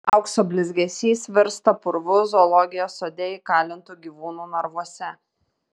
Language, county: Lithuanian, Tauragė